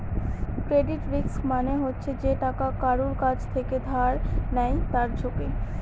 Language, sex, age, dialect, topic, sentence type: Bengali, female, 60-100, Northern/Varendri, banking, statement